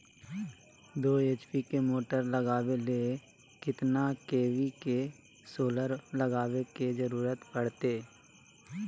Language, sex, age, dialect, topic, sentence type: Magahi, male, 31-35, Southern, agriculture, question